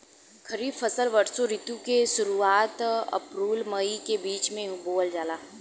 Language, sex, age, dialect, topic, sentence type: Bhojpuri, female, 18-24, Western, agriculture, statement